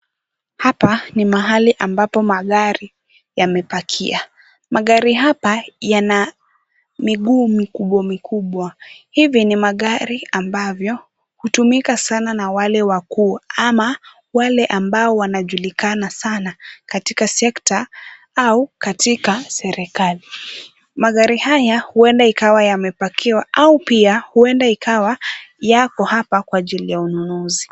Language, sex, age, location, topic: Swahili, female, 18-24, Kisumu, finance